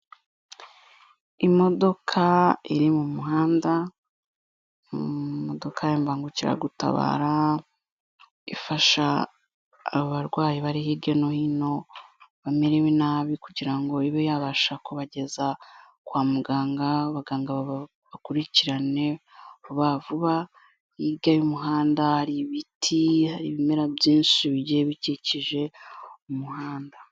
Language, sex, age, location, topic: Kinyarwanda, female, 25-35, Kigali, health